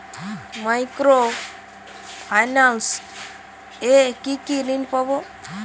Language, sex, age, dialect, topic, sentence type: Bengali, male, 18-24, Jharkhandi, banking, question